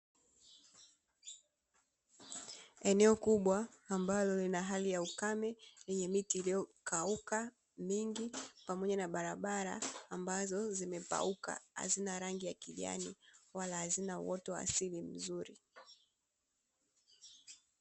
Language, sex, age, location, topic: Swahili, female, 18-24, Dar es Salaam, agriculture